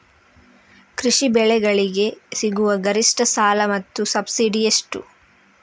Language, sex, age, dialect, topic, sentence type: Kannada, female, 18-24, Coastal/Dakshin, agriculture, question